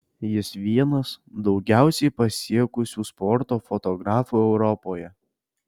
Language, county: Lithuanian, Alytus